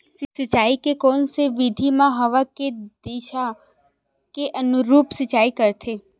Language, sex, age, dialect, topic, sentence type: Chhattisgarhi, female, 18-24, Western/Budati/Khatahi, agriculture, question